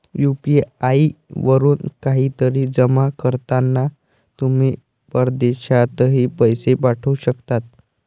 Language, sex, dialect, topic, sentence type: Marathi, male, Varhadi, banking, statement